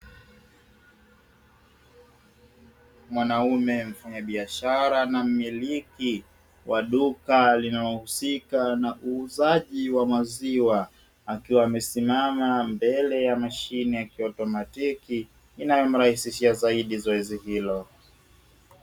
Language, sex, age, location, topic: Swahili, male, 18-24, Dar es Salaam, finance